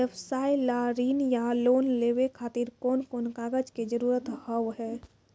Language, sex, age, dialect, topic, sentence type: Maithili, female, 46-50, Angika, banking, question